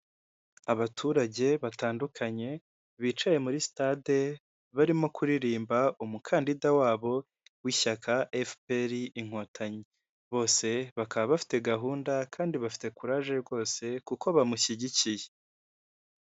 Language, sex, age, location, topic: Kinyarwanda, male, 18-24, Kigali, government